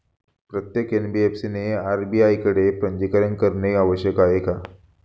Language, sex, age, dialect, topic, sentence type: Marathi, male, 25-30, Standard Marathi, banking, question